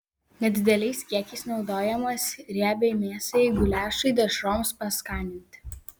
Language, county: Lithuanian, Vilnius